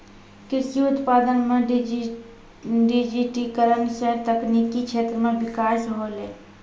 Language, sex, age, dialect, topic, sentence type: Maithili, female, 18-24, Angika, agriculture, statement